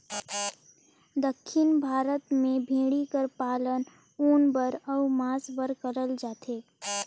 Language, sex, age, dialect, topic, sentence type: Chhattisgarhi, female, 18-24, Northern/Bhandar, agriculture, statement